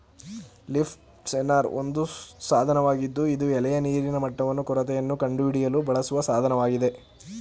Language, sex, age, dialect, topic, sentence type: Kannada, female, 51-55, Mysore Kannada, agriculture, statement